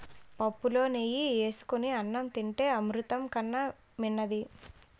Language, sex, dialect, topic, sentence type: Telugu, female, Utterandhra, agriculture, statement